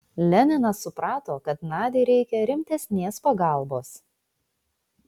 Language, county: Lithuanian, Vilnius